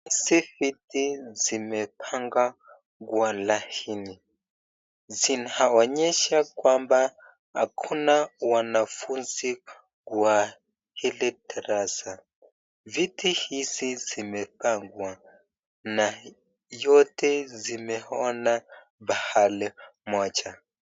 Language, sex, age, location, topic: Swahili, male, 25-35, Nakuru, education